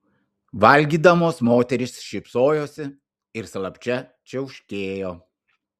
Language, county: Lithuanian, Vilnius